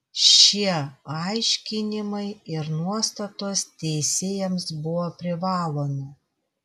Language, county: Lithuanian, Vilnius